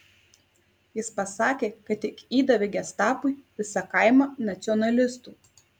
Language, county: Lithuanian, Kaunas